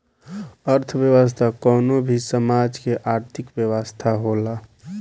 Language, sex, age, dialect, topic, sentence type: Bhojpuri, male, 18-24, Northern, banking, statement